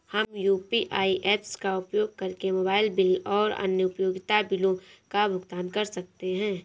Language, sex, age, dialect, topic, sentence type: Hindi, female, 18-24, Awadhi Bundeli, banking, statement